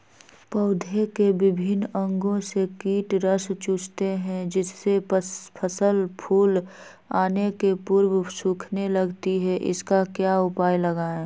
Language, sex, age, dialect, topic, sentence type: Magahi, female, 18-24, Western, agriculture, question